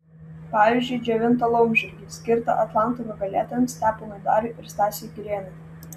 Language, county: Lithuanian, Vilnius